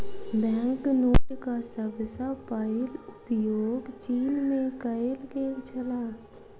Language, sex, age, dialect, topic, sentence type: Maithili, female, 36-40, Southern/Standard, banking, statement